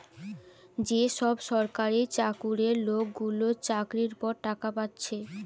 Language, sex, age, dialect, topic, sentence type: Bengali, female, 18-24, Western, banking, statement